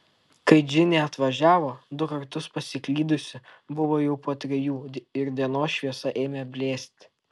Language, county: Lithuanian, Tauragė